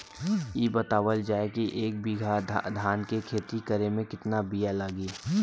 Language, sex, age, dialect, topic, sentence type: Bhojpuri, female, 36-40, Western, agriculture, question